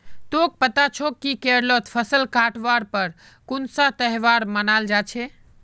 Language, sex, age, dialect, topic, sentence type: Magahi, male, 18-24, Northeastern/Surjapuri, agriculture, statement